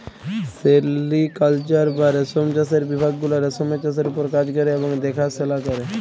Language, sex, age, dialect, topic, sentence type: Bengali, male, 25-30, Jharkhandi, agriculture, statement